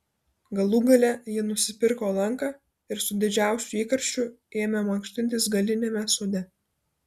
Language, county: Lithuanian, Vilnius